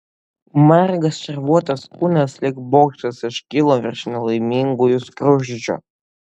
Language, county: Lithuanian, Utena